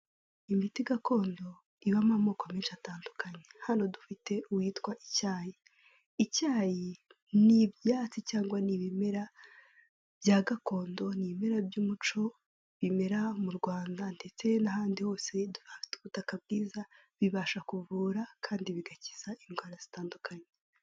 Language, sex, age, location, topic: Kinyarwanda, female, 18-24, Kigali, health